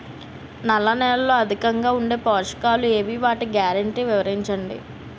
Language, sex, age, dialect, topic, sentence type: Telugu, female, 18-24, Utterandhra, agriculture, question